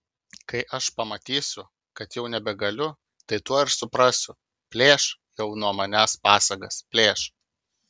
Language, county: Lithuanian, Kaunas